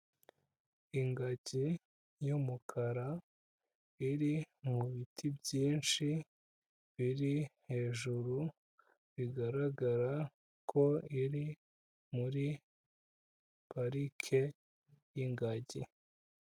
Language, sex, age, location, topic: Kinyarwanda, female, 25-35, Kigali, agriculture